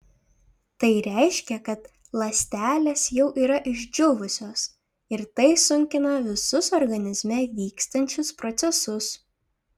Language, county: Lithuanian, Šiauliai